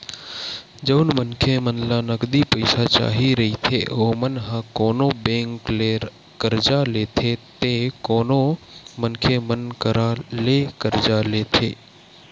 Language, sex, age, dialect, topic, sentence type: Chhattisgarhi, male, 18-24, Western/Budati/Khatahi, banking, statement